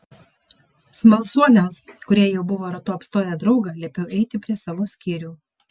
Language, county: Lithuanian, Kaunas